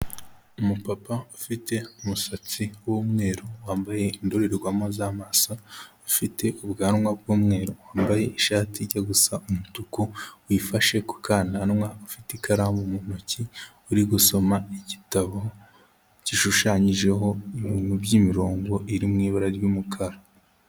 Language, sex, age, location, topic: Kinyarwanda, male, 18-24, Kigali, health